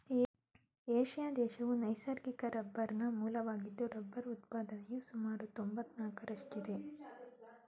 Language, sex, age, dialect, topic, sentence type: Kannada, female, 31-35, Mysore Kannada, agriculture, statement